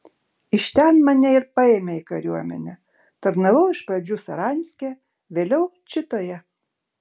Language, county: Lithuanian, Šiauliai